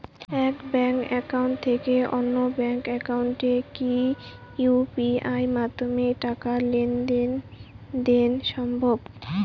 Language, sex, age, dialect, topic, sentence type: Bengali, female, 18-24, Rajbangshi, banking, question